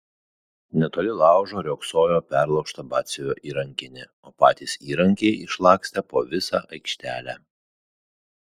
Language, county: Lithuanian, Kaunas